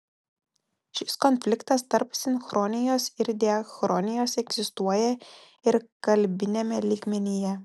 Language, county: Lithuanian, Telšiai